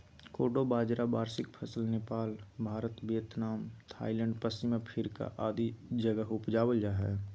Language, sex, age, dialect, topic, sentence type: Magahi, male, 18-24, Southern, agriculture, statement